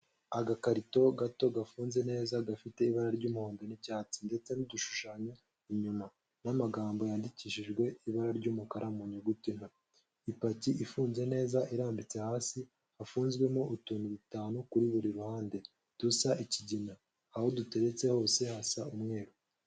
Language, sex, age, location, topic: Kinyarwanda, male, 18-24, Kigali, health